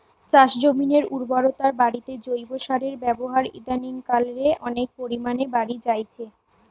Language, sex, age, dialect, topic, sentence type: Bengali, female, 25-30, Western, agriculture, statement